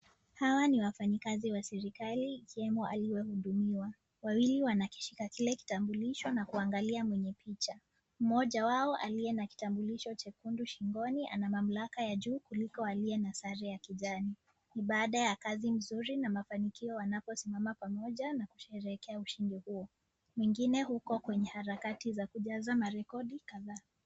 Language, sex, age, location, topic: Swahili, female, 18-24, Nakuru, government